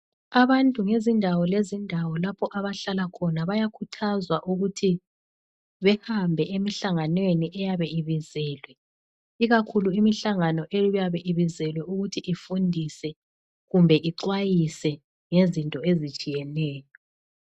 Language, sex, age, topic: North Ndebele, female, 36-49, health